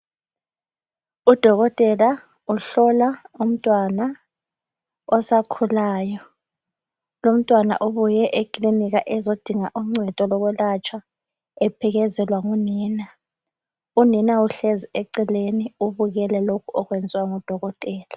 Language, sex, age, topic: North Ndebele, female, 25-35, health